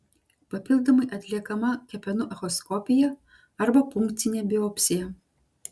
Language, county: Lithuanian, Klaipėda